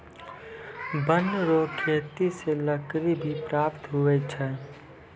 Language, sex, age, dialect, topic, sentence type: Maithili, male, 18-24, Angika, agriculture, statement